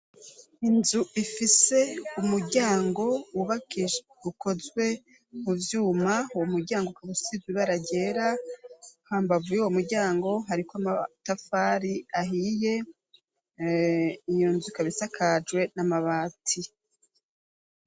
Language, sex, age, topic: Rundi, female, 36-49, education